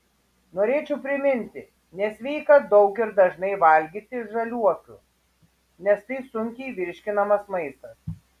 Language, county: Lithuanian, Šiauliai